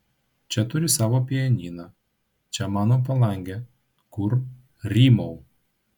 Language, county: Lithuanian, Vilnius